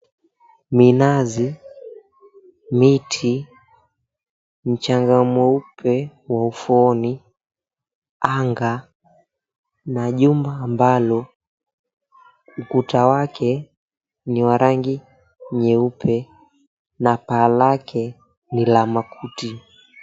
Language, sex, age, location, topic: Swahili, male, 18-24, Mombasa, government